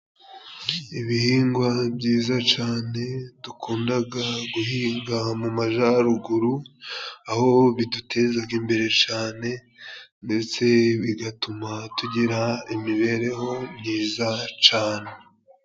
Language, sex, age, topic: Kinyarwanda, male, 25-35, agriculture